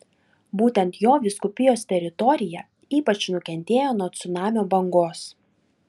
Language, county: Lithuanian, Klaipėda